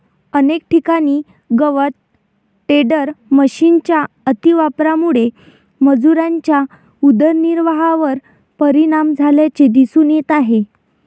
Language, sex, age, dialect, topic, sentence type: Marathi, female, 18-24, Varhadi, agriculture, statement